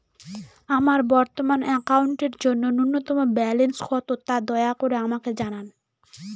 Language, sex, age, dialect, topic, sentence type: Bengali, female, 18-24, Northern/Varendri, banking, statement